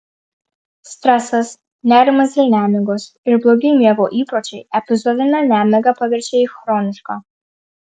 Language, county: Lithuanian, Marijampolė